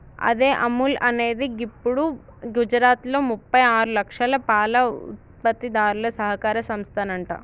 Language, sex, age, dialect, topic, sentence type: Telugu, male, 36-40, Telangana, agriculture, statement